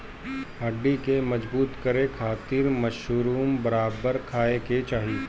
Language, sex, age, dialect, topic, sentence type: Bhojpuri, male, 60-100, Northern, agriculture, statement